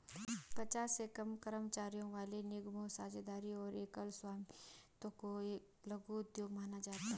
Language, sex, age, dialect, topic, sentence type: Hindi, female, 25-30, Garhwali, banking, statement